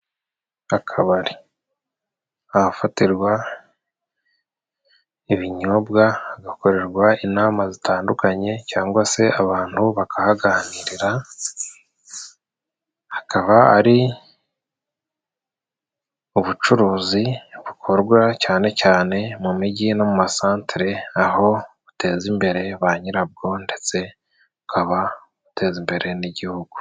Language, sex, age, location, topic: Kinyarwanda, male, 36-49, Musanze, finance